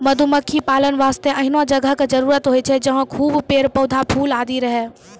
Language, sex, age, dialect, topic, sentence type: Maithili, female, 18-24, Angika, agriculture, statement